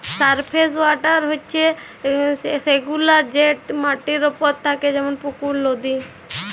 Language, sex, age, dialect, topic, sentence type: Bengali, female, 18-24, Jharkhandi, agriculture, statement